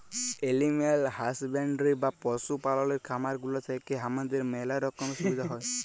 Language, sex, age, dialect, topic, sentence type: Bengali, male, 18-24, Jharkhandi, agriculture, statement